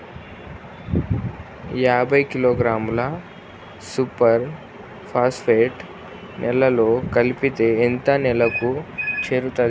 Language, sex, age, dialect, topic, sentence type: Telugu, male, 56-60, Telangana, agriculture, question